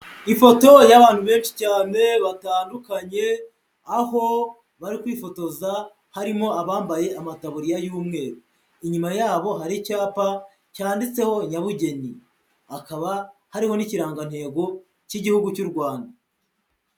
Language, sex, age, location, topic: Kinyarwanda, male, 18-24, Huye, health